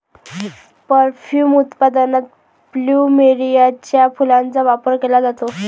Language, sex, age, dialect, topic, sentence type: Marathi, female, 18-24, Varhadi, agriculture, statement